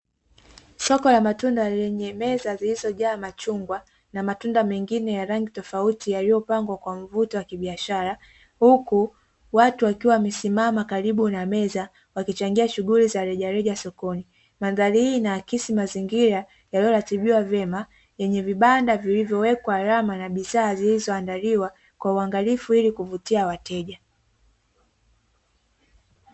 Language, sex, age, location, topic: Swahili, female, 18-24, Dar es Salaam, finance